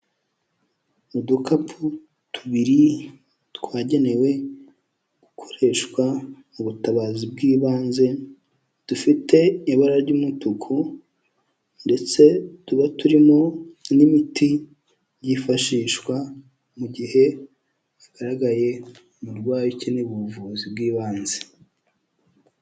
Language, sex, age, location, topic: Kinyarwanda, male, 18-24, Huye, health